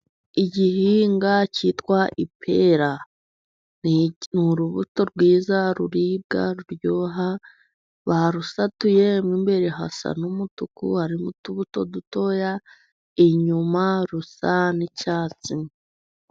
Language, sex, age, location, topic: Kinyarwanda, female, 25-35, Musanze, agriculture